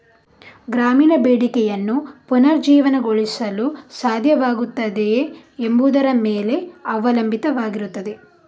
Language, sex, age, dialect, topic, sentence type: Kannada, female, 51-55, Coastal/Dakshin, banking, statement